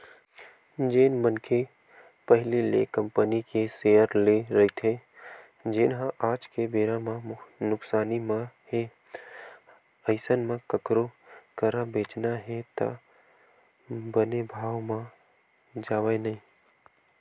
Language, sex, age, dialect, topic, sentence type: Chhattisgarhi, male, 18-24, Western/Budati/Khatahi, banking, statement